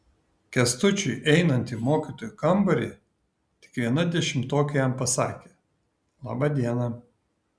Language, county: Lithuanian, Kaunas